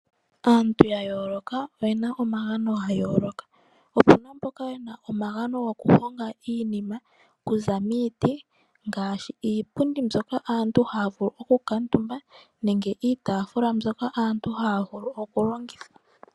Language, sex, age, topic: Oshiwambo, female, 25-35, finance